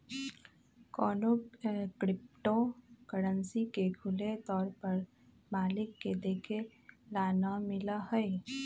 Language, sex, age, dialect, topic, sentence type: Magahi, female, 25-30, Western, banking, statement